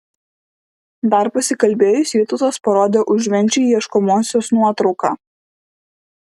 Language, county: Lithuanian, Klaipėda